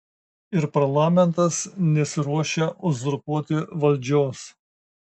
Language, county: Lithuanian, Marijampolė